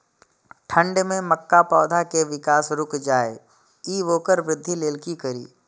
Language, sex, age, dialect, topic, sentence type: Maithili, male, 25-30, Eastern / Thethi, agriculture, question